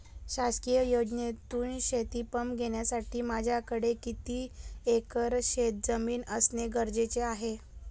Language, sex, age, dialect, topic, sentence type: Marathi, female, 18-24, Northern Konkan, agriculture, question